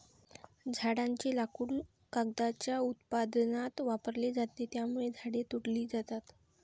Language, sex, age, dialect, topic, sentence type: Marathi, female, 18-24, Varhadi, agriculture, statement